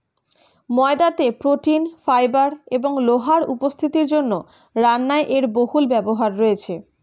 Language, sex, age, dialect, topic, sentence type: Bengali, female, 31-35, Standard Colloquial, agriculture, statement